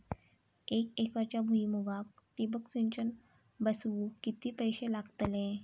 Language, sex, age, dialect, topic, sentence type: Marathi, female, 18-24, Southern Konkan, agriculture, question